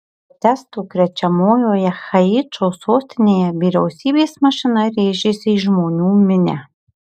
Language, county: Lithuanian, Marijampolė